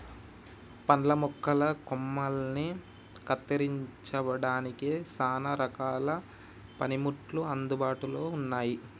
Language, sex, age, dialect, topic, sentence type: Telugu, male, 18-24, Telangana, agriculture, statement